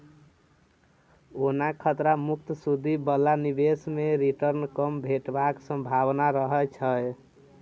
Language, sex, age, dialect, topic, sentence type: Maithili, male, 18-24, Bajjika, banking, statement